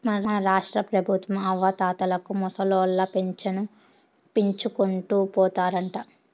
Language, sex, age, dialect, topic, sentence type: Telugu, female, 18-24, Southern, banking, statement